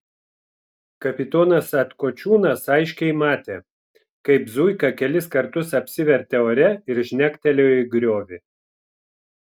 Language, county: Lithuanian, Vilnius